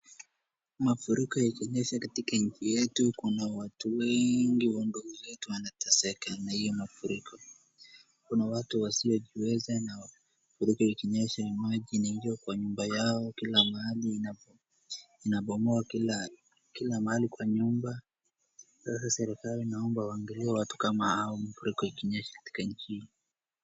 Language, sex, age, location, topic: Swahili, male, 36-49, Wajir, health